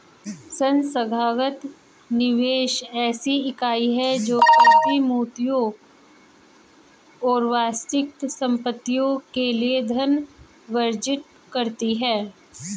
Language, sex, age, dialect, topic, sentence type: Hindi, male, 25-30, Hindustani Malvi Khadi Boli, banking, statement